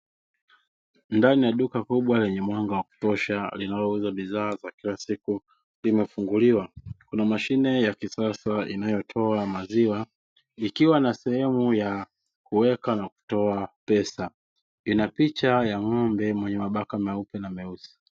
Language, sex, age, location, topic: Swahili, male, 18-24, Dar es Salaam, finance